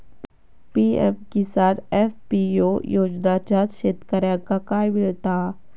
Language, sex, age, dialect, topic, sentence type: Marathi, female, 18-24, Southern Konkan, agriculture, question